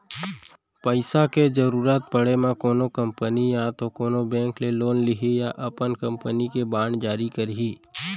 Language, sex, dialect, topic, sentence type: Chhattisgarhi, male, Central, banking, statement